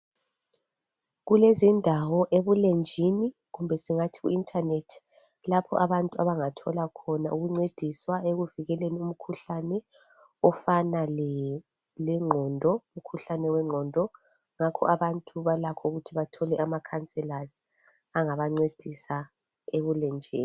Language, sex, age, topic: North Ndebele, female, 36-49, health